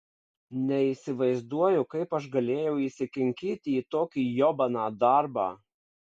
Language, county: Lithuanian, Kaunas